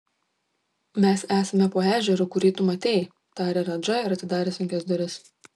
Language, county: Lithuanian, Šiauliai